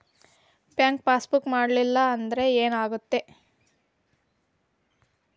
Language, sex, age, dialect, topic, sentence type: Kannada, female, 18-24, Dharwad Kannada, banking, question